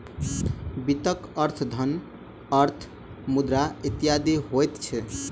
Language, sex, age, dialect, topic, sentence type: Maithili, male, 18-24, Southern/Standard, banking, statement